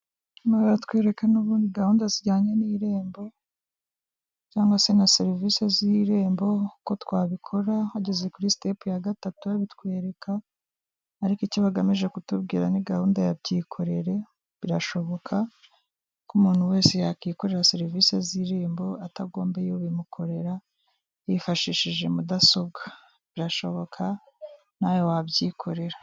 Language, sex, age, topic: Kinyarwanda, female, 25-35, government